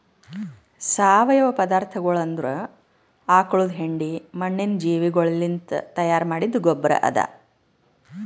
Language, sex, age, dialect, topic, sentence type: Kannada, female, 36-40, Northeastern, agriculture, statement